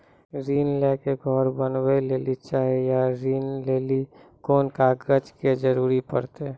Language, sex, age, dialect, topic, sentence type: Maithili, male, 25-30, Angika, banking, question